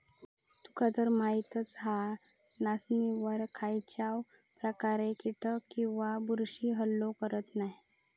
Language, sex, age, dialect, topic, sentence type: Marathi, female, 18-24, Southern Konkan, agriculture, statement